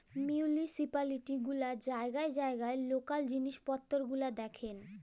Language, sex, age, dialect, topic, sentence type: Bengali, female, <18, Jharkhandi, banking, statement